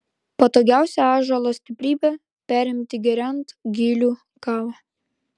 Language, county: Lithuanian, Klaipėda